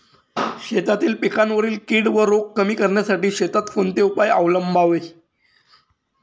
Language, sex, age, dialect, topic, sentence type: Marathi, male, 36-40, Standard Marathi, agriculture, question